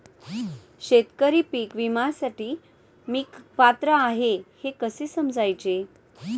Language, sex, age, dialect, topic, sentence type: Marathi, female, 31-35, Standard Marathi, agriculture, question